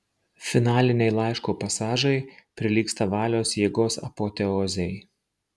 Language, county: Lithuanian, Marijampolė